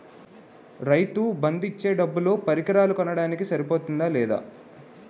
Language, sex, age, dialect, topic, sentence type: Telugu, male, 18-24, Utterandhra, agriculture, question